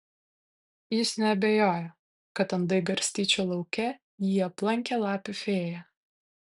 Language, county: Lithuanian, Kaunas